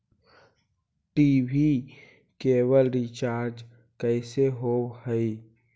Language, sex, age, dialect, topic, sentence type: Magahi, male, 18-24, Central/Standard, banking, question